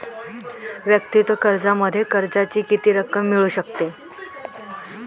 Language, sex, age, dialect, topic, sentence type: Marathi, female, 18-24, Standard Marathi, banking, question